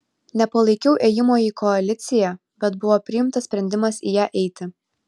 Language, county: Lithuanian, Vilnius